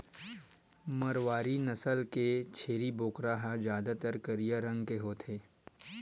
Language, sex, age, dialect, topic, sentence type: Chhattisgarhi, male, 18-24, Western/Budati/Khatahi, agriculture, statement